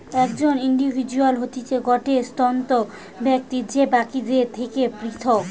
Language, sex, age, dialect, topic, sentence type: Bengali, female, 18-24, Western, banking, statement